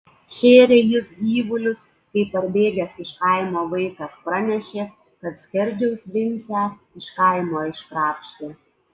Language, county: Lithuanian, Klaipėda